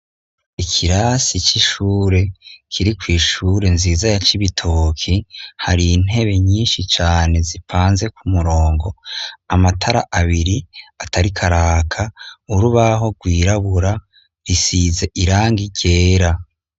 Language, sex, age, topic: Rundi, male, 18-24, education